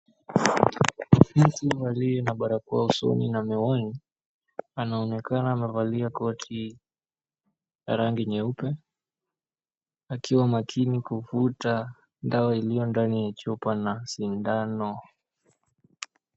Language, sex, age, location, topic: Swahili, male, 18-24, Mombasa, health